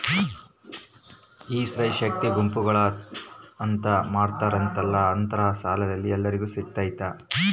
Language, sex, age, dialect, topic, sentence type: Kannada, male, 18-24, Central, banking, question